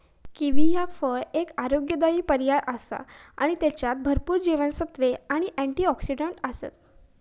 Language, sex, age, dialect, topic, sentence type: Marathi, female, 41-45, Southern Konkan, agriculture, statement